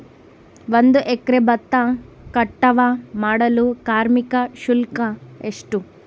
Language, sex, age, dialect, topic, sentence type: Kannada, female, 18-24, Central, agriculture, question